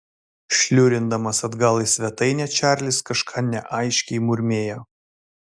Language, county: Lithuanian, Vilnius